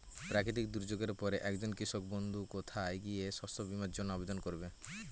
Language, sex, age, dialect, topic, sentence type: Bengali, male, 25-30, Standard Colloquial, agriculture, question